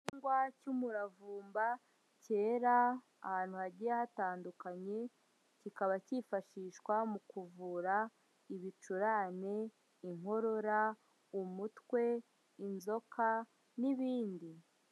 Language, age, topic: Kinyarwanda, 25-35, health